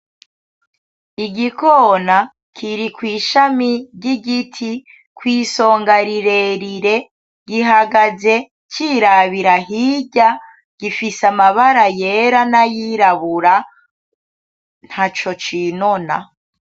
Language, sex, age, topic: Rundi, female, 25-35, agriculture